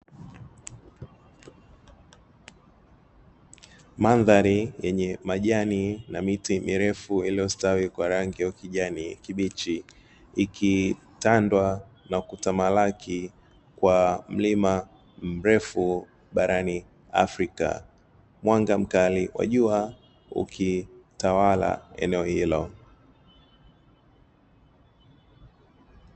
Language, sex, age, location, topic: Swahili, male, 25-35, Dar es Salaam, agriculture